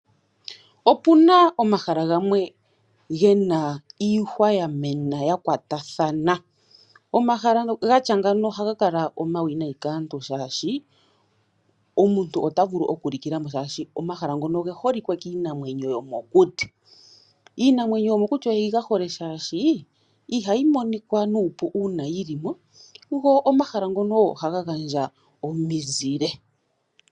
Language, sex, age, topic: Oshiwambo, female, 25-35, agriculture